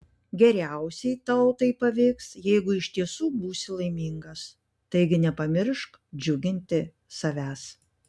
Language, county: Lithuanian, Panevėžys